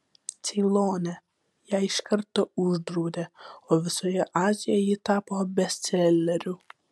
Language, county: Lithuanian, Vilnius